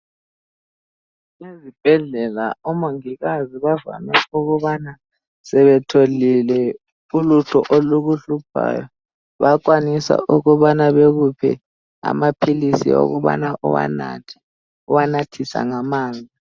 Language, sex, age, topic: North Ndebele, male, 18-24, health